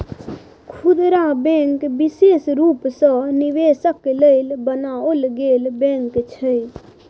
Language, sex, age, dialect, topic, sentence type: Maithili, female, 18-24, Bajjika, banking, statement